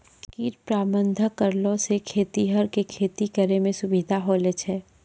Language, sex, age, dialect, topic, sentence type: Maithili, female, 18-24, Angika, agriculture, statement